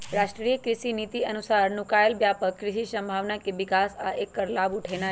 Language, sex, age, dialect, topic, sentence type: Magahi, female, 25-30, Western, agriculture, statement